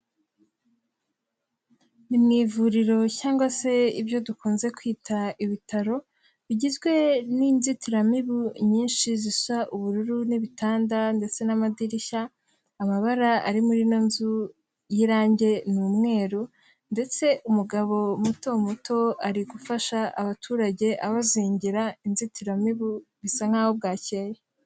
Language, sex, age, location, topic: Kinyarwanda, female, 18-24, Kigali, health